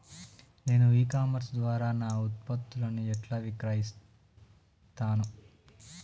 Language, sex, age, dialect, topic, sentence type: Telugu, male, 25-30, Telangana, agriculture, question